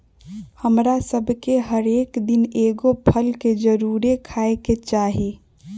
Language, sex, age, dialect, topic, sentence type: Magahi, female, 18-24, Western, agriculture, statement